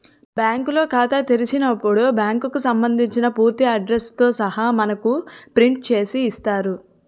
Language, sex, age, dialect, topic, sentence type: Telugu, female, 18-24, Utterandhra, banking, statement